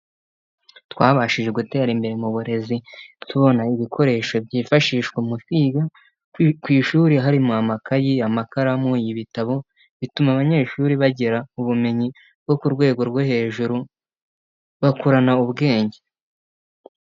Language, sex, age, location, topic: Kinyarwanda, male, 18-24, Nyagatare, education